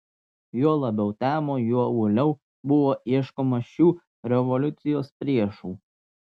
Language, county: Lithuanian, Telšiai